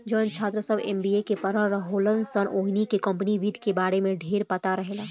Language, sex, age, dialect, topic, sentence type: Bhojpuri, female, 18-24, Southern / Standard, banking, statement